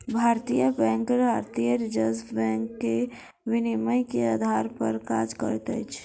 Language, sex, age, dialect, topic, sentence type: Maithili, female, 56-60, Southern/Standard, banking, statement